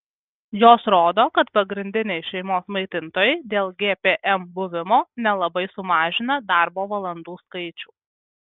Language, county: Lithuanian, Kaunas